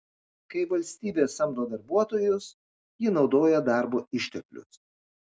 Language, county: Lithuanian, Kaunas